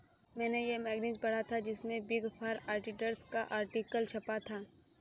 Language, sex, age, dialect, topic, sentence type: Hindi, female, 25-30, Kanauji Braj Bhasha, banking, statement